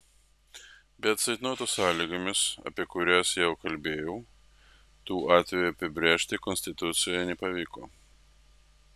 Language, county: Lithuanian, Vilnius